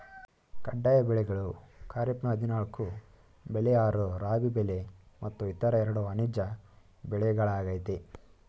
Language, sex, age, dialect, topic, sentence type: Kannada, male, 18-24, Mysore Kannada, agriculture, statement